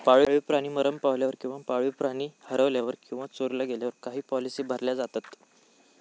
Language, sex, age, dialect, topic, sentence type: Marathi, male, 18-24, Southern Konkan, banking, statement